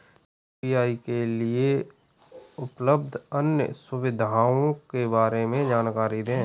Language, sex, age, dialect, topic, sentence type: Hindi, male, 25-30, Kanauji Braj Bhasha, banking, question